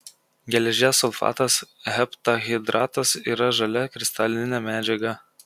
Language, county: Lithuanian, Kaunas